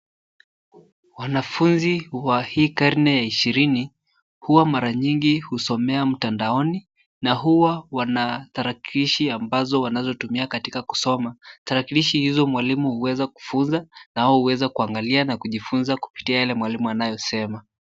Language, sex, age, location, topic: Swahili, male, 18-24, Nairobi, education